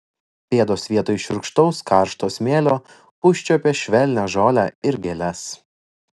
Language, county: Lithuanian, Vilnius